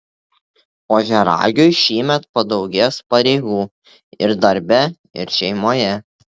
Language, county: Lithuanian, Tauragė